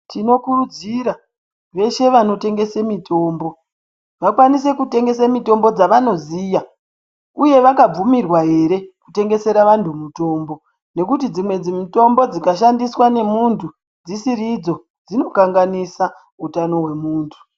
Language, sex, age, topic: Ndau, male, 36-49, health